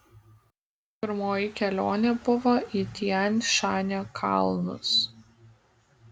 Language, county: Lithuanian, Kaunas